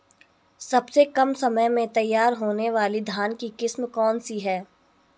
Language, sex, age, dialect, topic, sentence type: Hindi, female, 31-35, Garhwali, agriculture, question